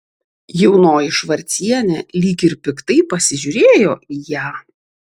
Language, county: Lithuanian, Vilnius